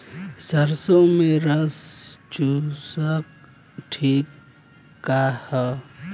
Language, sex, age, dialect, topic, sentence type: Bhojpuri, male, 18-24, Southern / Standard, agriculture, question